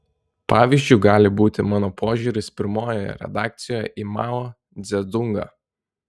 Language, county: Lithuanian, Telšiai